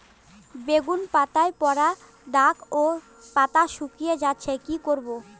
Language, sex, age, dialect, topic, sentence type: Bengali, female, 25-30, Rajbangshi, agriculture, question